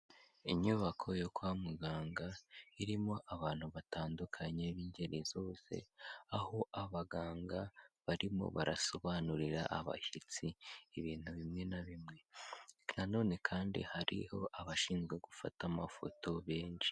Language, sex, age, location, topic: Kinyarwanda, male, 18-24, Kigali, health